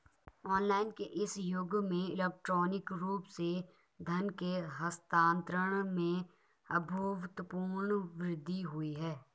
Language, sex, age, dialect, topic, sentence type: Hindi, male, 18-24, Garhwali, banking, statement